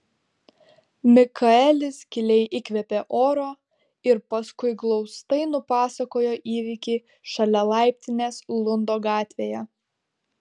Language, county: Lithuanian, Vilnius